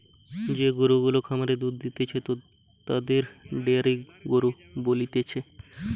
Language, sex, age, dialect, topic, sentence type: Bengali, male, 18-24, Western, agriculture, statement